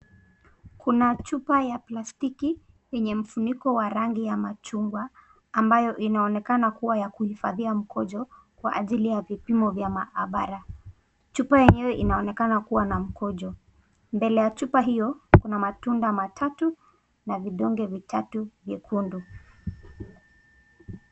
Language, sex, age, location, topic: Swahili, female, 18-24, Nakuru, health